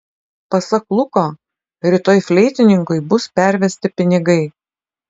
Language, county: Lithuanian, Utena